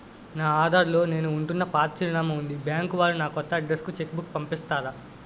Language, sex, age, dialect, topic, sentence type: Telugu, male, 18-24, Utterandhra, banking, question